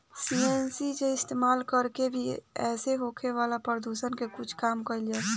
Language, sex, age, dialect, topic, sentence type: Bhojpuri, female, 18-24, Southern / Standard, agriculture, statement